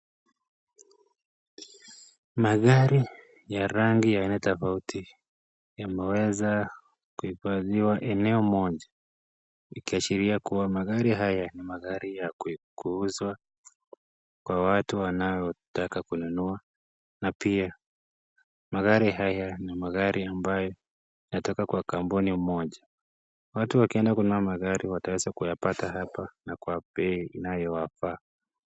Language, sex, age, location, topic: Swahili, male, 18-24, Nakuru, finance